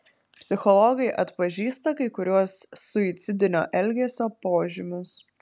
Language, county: Lithuanian, Klaipėda